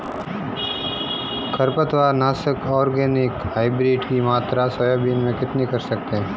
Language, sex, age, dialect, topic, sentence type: Hindi, male, 25-30, Marwari Dhudhari, agriculture, question